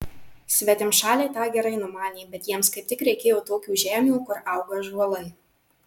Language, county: Lithuanian, Marijampolė